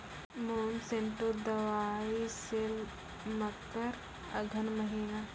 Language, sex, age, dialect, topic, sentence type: Maithili, female, 18-24, Angika, agriculture, question